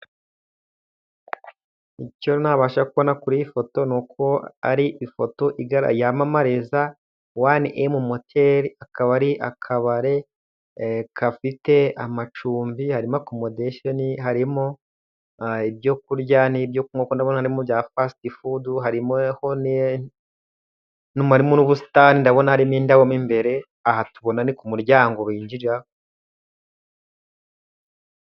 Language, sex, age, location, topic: Kinyarwanda, male, 25-35, Musanze, finance